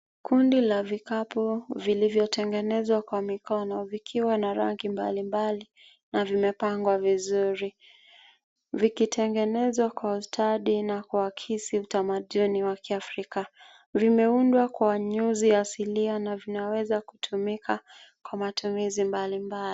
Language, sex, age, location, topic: Swahili, female, 25-35, Nairobi, finance